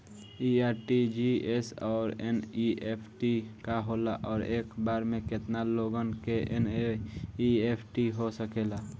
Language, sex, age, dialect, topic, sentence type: Bhojpuri, male, 18-24, Southern / Standard, banking, question